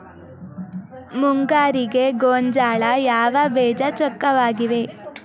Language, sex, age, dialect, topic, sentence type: Kannada, female, 18-24, Dharwad Kannada, agriculture, question